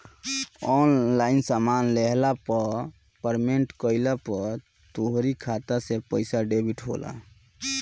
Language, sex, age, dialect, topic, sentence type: Bhojpuri, male, 25-30, Northern, banking, statement